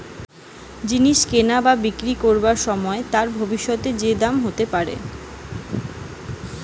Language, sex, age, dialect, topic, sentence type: Bengali, female, 25-30, Western, banking, statement